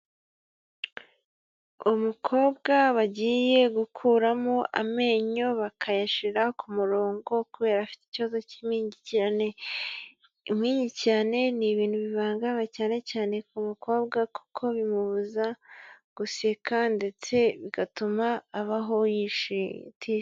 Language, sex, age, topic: Kinyarwanda, female, 25-35, health